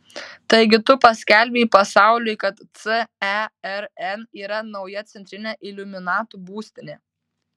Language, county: Lithuanian, Vilnius